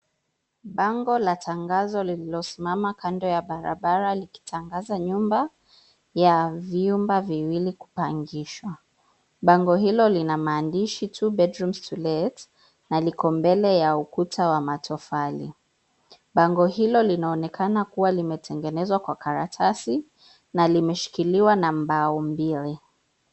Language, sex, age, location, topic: Swahili, female, 25-35, Nairobi, finance